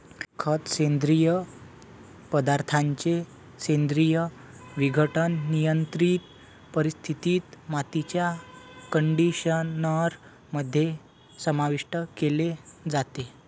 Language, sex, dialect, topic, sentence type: Marathi, male, Varhadi, agriculture, statement